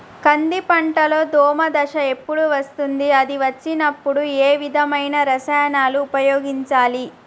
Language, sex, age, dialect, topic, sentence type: Telugu, female, 31-35, Telangana, agriculture, question